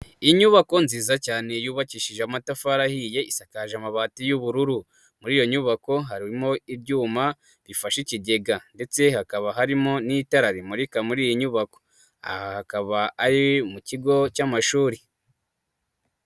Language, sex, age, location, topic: Kinyarwanda, male, 25-35, Nyagatare, education